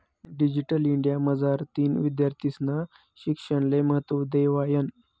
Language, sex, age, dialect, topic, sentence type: Marathi, male, 25-30, Northern Konkan, banking, statement